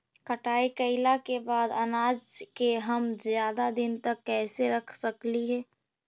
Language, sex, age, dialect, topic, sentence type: Magahi, female, 51-55, Central/Standard, agriculture, question